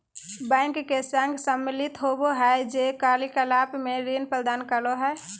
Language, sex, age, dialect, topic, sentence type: Magahi, female, 41-45, Southern, banking, statement